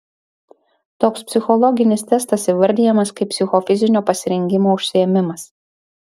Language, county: Lithuanian, Šiauliai